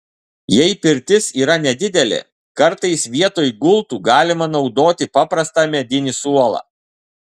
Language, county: Lithuanian, Kaunas